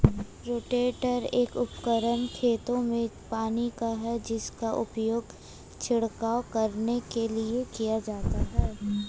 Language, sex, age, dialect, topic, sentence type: Hindi, female, 18-24, Hindustani Malvi Khadi Boli, agriculture, statement